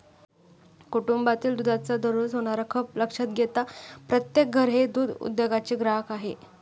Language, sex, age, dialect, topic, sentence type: Marathi, female, 18-24, Standard Marathi, agriculture, statement